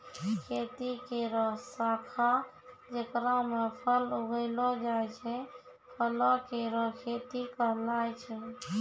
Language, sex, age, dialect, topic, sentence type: Maithili, female, 25-30, Angika, agriculture, statement